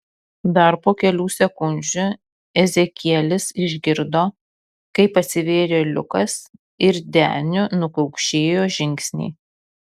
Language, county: Lithuanian, Kaunas